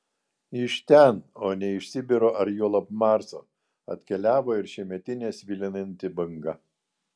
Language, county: Lithuanian, Vilnius